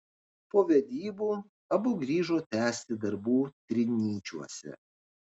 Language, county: Lithuanian, Kaunas